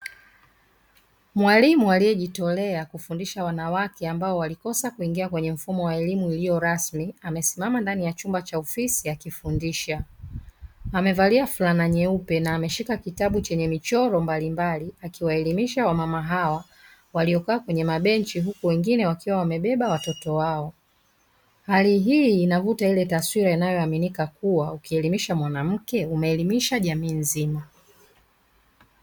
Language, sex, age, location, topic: Swahili, female, 36-49, Dar es Salaam, education